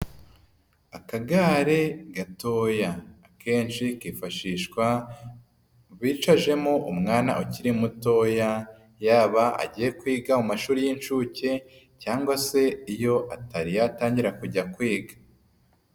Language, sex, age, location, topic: Kinyarwanda, female, 25-35, Nyagatare, education